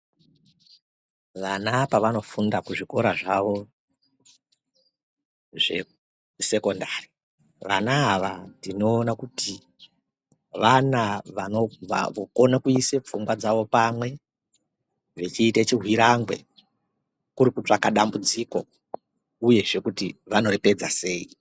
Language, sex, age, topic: Ndau, female, 36-49, education